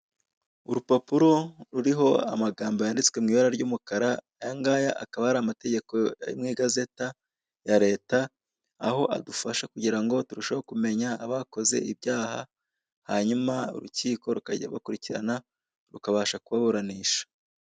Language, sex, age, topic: Kinyarwanda, male, 25-35, government